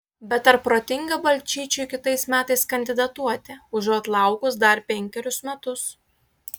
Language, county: Lithuanian, Klaipėda